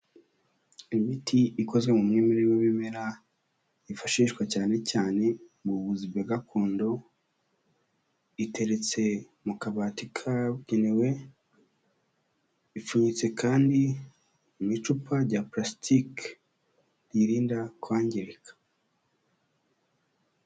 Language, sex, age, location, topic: Kinyarwanda, male, 18-24, Huye, health